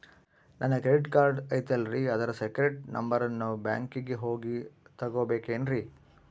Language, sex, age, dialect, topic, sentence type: Kannada, male, 60-100, Central, banking, question